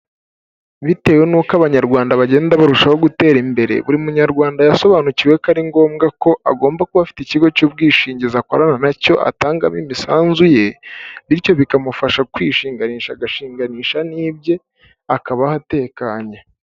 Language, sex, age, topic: Kinyarwanda, male, 18-24, finance